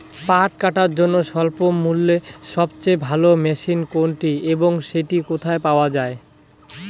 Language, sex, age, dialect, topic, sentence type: Bengali, male, 18-24, Rajbangshi, agriculture, question